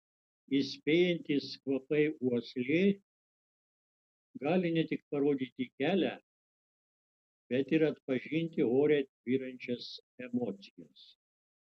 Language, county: Lithuanian, Utena